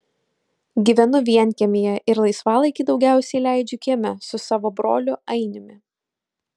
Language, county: Lithuanian, Utena